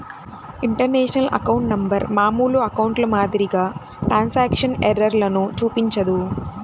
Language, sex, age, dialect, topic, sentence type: Telugu, female, 18-24, Central/Coastal, banking, statement